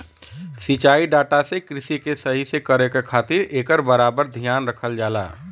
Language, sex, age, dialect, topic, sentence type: Bhojpuri, male, 31-35, Western, agriculture, statement